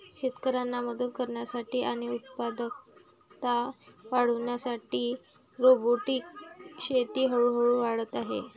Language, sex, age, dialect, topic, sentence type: Marathi, female, 18-24, Varhadi, agriculture, statement